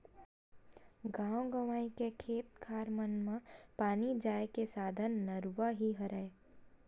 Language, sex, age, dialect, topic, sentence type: Chhattisgarhi, female, 18-24, Western/Budati/Khatahi, agriculture, statement